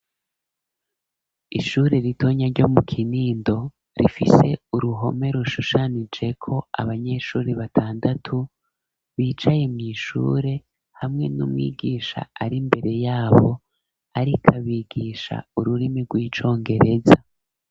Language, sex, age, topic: Rundi, male, 25-35, education